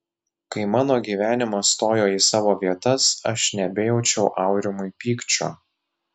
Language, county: Lithuanian, Telšiai